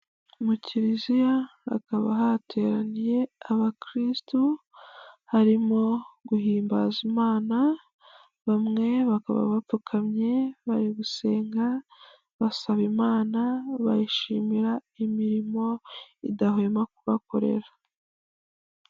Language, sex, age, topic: Kinyarwanda, female, 25-35, finance